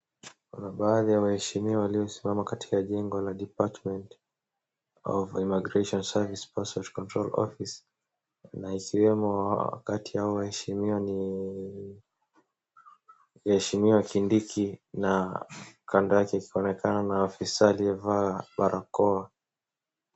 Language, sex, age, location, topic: Swahili, male, 18-24, Wajir, government